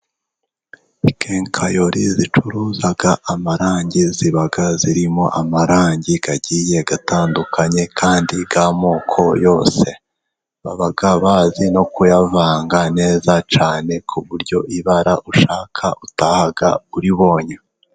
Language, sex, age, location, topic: Kinyarwanda, male, 18-24, Musanze, finance